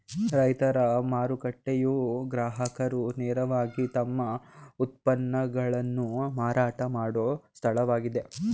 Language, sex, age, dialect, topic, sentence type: Kannada, male, 18-24, Mysore Kannada, agriculture, statement